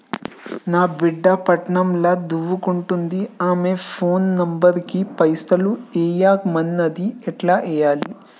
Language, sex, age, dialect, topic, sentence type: Telugu, male, 18-24, Telangana, banking, question